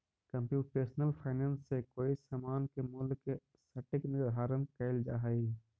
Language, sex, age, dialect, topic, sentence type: Magahi, male, 31-35, Central/Standard, agriculture, statement